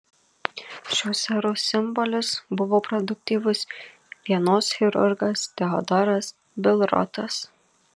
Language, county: Lithuanian, Marijampolė